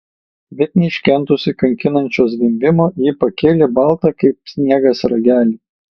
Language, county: Lithuanian, Kaunas